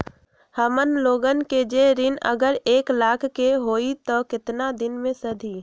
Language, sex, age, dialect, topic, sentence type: Magahi, female, 25-30, Western, banking, question